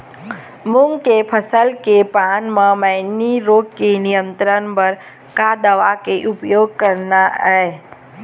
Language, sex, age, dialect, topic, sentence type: Chhattisgarhi, female, 18-24, Eastern, agriculture, question